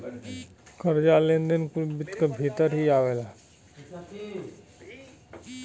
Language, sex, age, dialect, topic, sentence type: Bhojpuri, male, 31-35, Western, banking, statement